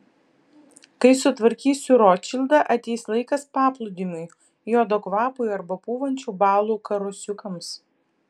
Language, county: Lithuanian, Vilnius